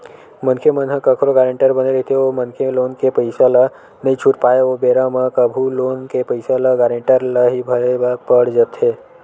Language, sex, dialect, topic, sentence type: Chhattisgarhi, male, Western/Budati/Khatahi, banking, statement